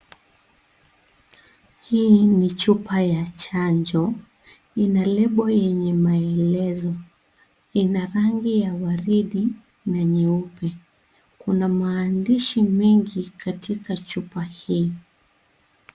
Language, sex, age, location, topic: Swahili, female, 36-49, Kisii, health